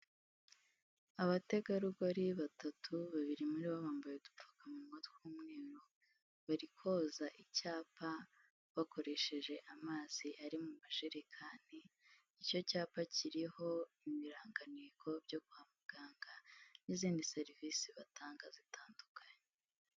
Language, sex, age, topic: Kinyarwanda, female, 18-24, health